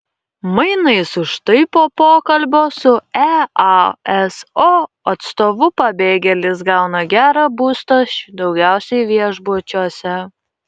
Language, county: Lithuanian, Utena